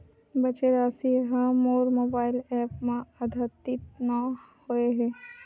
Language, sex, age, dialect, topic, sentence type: Chhattisgarhi, female, 31-35, Western/Budati/Khatahi, banking, statement